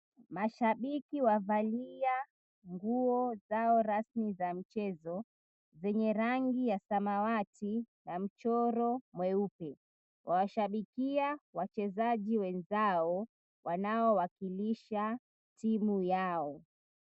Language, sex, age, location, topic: Swahili, female, 25-35, Mombasa, government